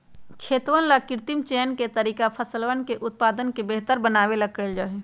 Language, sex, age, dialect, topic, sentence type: Magahi, female, 46-50, Western, agriculture, statement